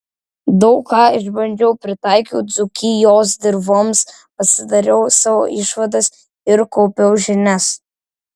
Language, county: Lithuanian, Vilnius